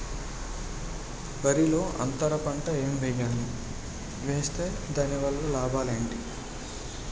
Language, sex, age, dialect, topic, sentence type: Telugu, male, 18-24, Utterandhra, agriculture, question